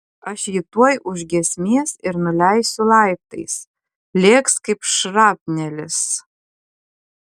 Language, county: Lithuanian, Klaipėda